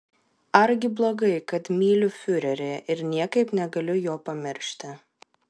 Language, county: Lithuanian, Klaipėda